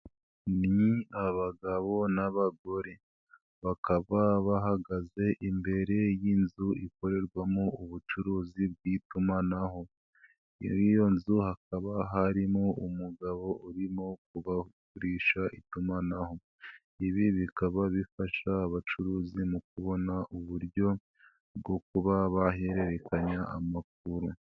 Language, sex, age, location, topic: Kinyarwanda, female, 18-24, Nyagatare, finance